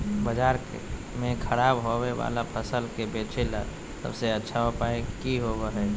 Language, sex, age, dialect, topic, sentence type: Magahi, male, 18-24, Southern, agriculture, statement